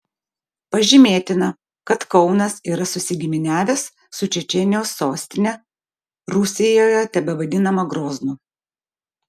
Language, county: Lithuanian, Vilnius